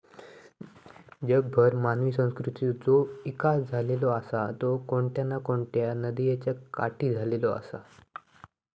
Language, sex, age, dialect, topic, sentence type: Marathi, male, 18-24, Southern Konkan, agriculture, statement